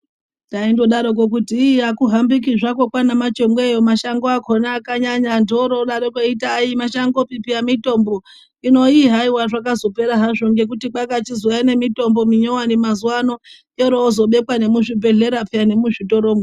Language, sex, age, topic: Ndau, male, 18-24, health